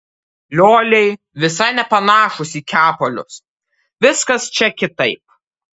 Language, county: Lithuanian, Kaunas